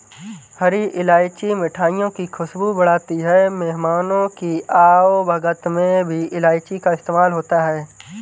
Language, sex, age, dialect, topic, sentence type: Hindi, male, 18-24, Marwari Dhudhari, agriculture, statement